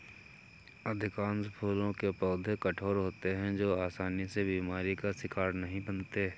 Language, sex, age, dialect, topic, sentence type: Hindi, male, 56-60, Awadhi Bundeli, agriculture, statement